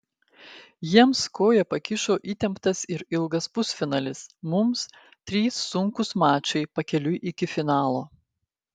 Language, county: Lithuanian, Klaipėda